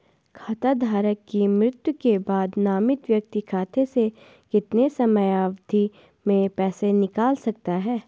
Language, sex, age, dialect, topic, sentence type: Hindi, female, 18-24, Garhwali, banking, question